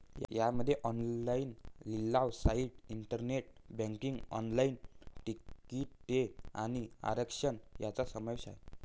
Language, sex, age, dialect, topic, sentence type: Marathi, male, 51-55, Varhadi, agriculture, statement